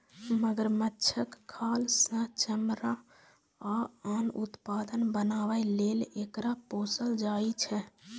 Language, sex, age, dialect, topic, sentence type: Maithili, female, 18-24, Eastern / Thethi, agriculture, statement